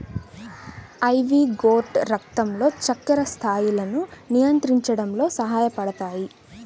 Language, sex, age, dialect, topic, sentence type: Telugu, female, 18-24, Central/Coastal, agriculture, statement